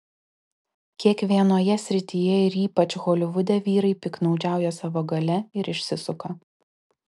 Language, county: Lithuanian, Klaipėda